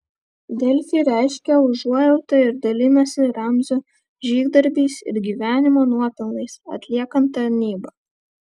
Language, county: Lithuanian, Vilnius